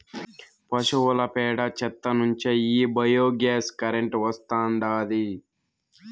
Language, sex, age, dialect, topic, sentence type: Telugu, male, 18-24, Southern, agriculture, statement